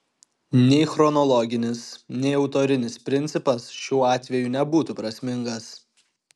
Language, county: Lithuanian, Kaunas